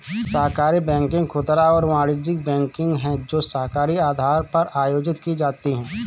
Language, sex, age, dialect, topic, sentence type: Hindi, male, 31-35, Awadhi Bundeli, banking, statement